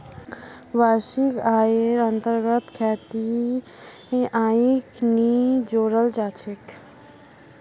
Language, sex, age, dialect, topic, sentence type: Magahi, female, 51-55, Northeastern/Surjapuri, banking, statement